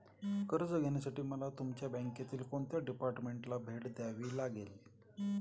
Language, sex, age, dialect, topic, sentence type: Marathi, male, 46-50, Standard Marathi, banking, question